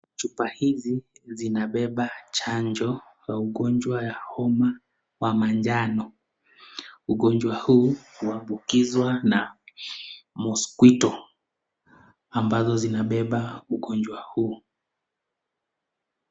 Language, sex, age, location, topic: Swahili, male, 25-35, Nakuru, health